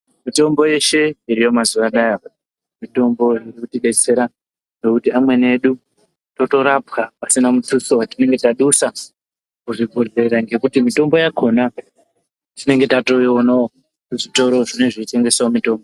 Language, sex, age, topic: Ndau, male, 50+, health